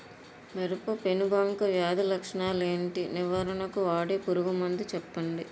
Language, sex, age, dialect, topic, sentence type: Telugu, female, 41-45, Utterandhra, agriculture, question